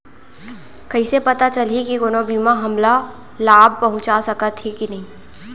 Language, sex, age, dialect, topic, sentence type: Chhattisgarhi, female, 18-24, Central, banking, question